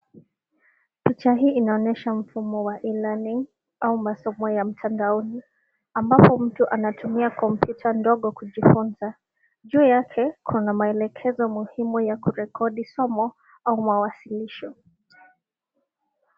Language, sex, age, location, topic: Swahili, female, 18-24, Nairobi, education